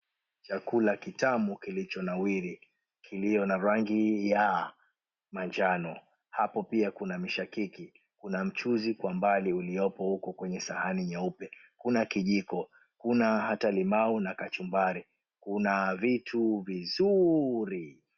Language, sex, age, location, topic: Swahili, male, 25-35, Mombasa, agriculture